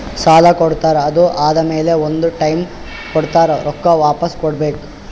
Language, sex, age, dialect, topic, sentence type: Kannada, male, 60-100, Northeastern, banking, statement